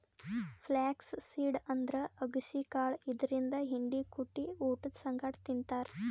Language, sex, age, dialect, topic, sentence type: Kannada, female, 18-24, Northeastern, agriculture, statement